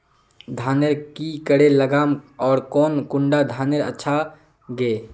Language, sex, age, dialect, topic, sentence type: Magahi, male, 18-24, Northeastern/Surjapuri, agriculture, question